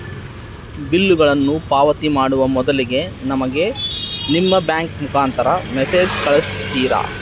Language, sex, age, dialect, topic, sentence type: Kannada, male, 31-35, Central, banking, question